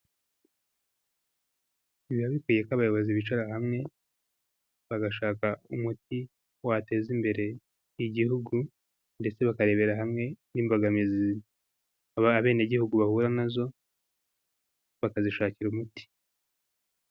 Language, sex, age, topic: Kinyarwanda, male, 18-24, government